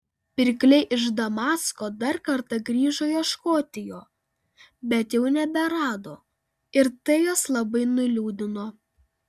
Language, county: Lithuanian, Panevėžys